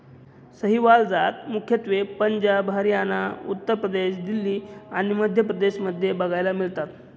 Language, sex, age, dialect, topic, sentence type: Marathi, male, 25-30, Northern Konkan, agriculture, statement